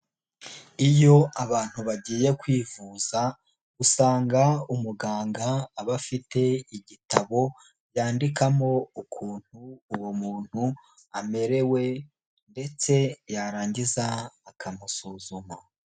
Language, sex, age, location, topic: Kinyarwanda, male, 18-24, Nyagatare, health